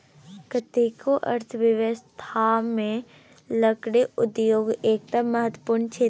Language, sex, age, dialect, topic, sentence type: Maithili, female, 41-45, Bajjika, agriculture, statement